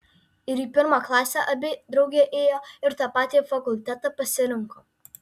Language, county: Lithuanian, Alytus